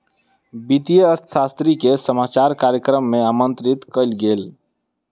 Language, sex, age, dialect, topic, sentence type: Maithili, male, 25-30, Southern/Standard, banking, statement